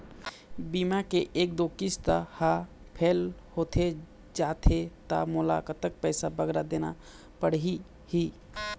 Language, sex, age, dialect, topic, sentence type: Chhattisgarhi, male, 25-30, Eastern, banking, question